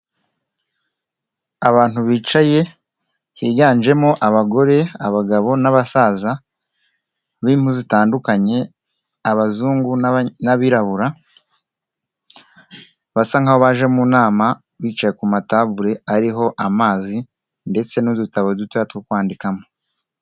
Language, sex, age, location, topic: Kinyarwanda, male, 18-24, Kigali, health